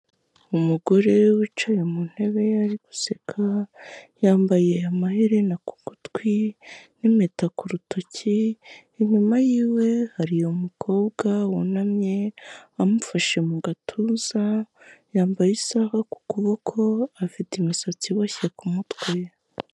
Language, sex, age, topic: Kinyarwanda, male, 18-24, health